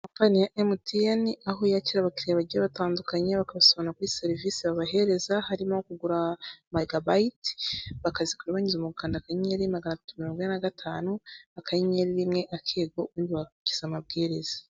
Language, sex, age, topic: Kinyarwanda, female, 18-24, finance